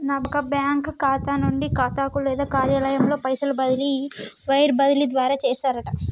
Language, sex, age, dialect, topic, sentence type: Telugu, male, 25-30, Telangana, banking, statement